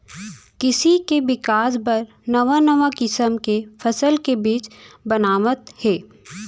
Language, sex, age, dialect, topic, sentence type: Chhattisgarhi, female, 25-30, Central, agriculture, statement